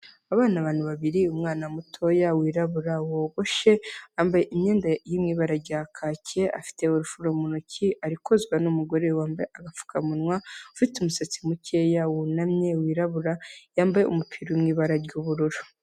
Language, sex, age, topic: Kinyarwanda, female, 18-24, health